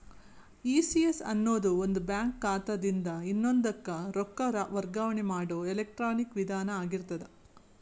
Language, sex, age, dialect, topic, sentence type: Kannada, female, 36-40, Dharwad Kannada, banking, statement